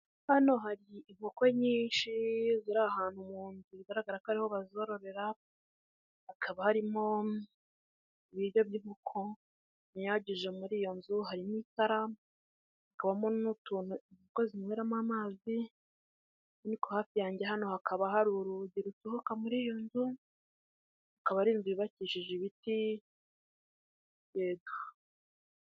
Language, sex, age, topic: Kinyarwanda, female, 18-24, agriculture